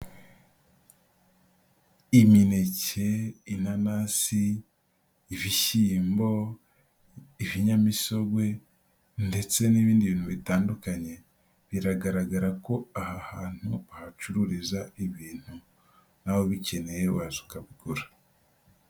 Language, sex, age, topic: Kinyarwanda, male, 18-24, finance